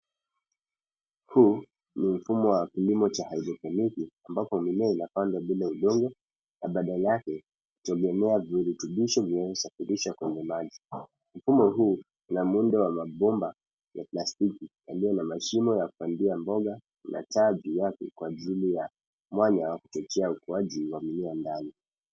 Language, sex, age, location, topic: Swahili, male, 18-24, Nairobi, agriculture